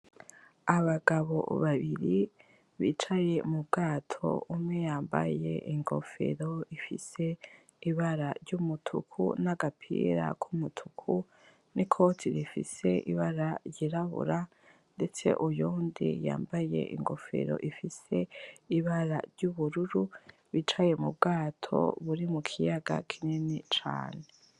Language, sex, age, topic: Rundi, female, 25-35, agriculture